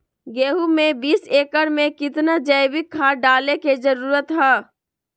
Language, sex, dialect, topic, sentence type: Magahi, female, Western, agriculture, question